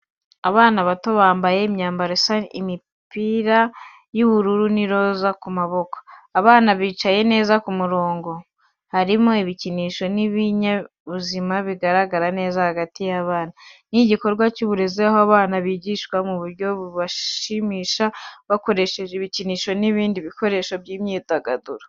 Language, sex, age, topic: Kinyarwanda, female, 18-24, education